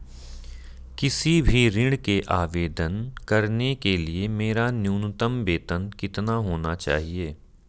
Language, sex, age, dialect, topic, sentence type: Hindi, male, 31-35, Marwari Dhudhari, banking, question